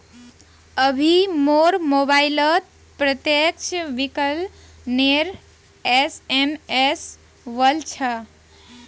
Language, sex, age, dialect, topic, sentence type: Magahi, female, 18-24, Northeastern/Surjapuri, banking, statement